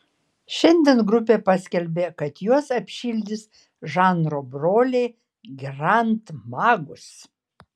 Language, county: Lithuanian, Kaunas